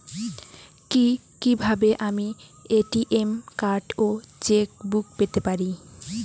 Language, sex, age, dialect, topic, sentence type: Bengali, female, 18-24, Rajbangshi, banking, question